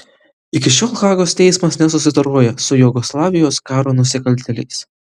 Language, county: Lithuanian, Utena